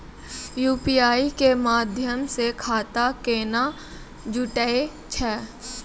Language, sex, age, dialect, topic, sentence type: Maithili, female, 18-24, Angika, banking, question